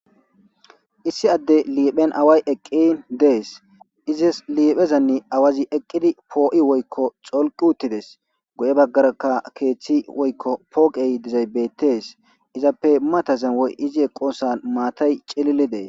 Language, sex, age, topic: Gamo, male, 25-35, government